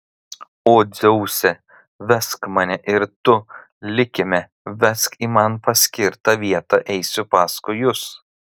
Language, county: Lithuanian, Tauragė